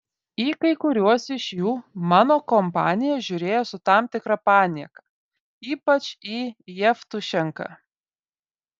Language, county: Lithuanian, Vilnius